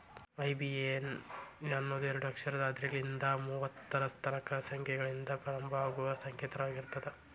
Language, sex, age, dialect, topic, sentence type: Kannada, male, 46-50, Dharwad Kannada, banking, statement